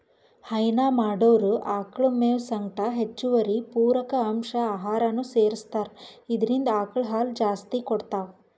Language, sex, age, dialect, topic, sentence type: Kannada, female, 18-24, Northeastern, agriculture, statement